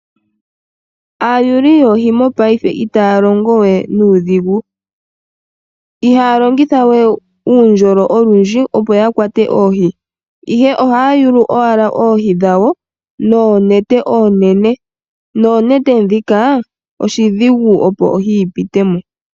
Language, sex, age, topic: Oshiwambo, female, 18-24, agriculture